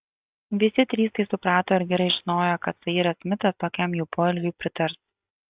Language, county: Lithuanian, Kaunas